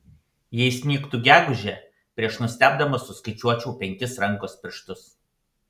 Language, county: Lithuanian, Panevėžys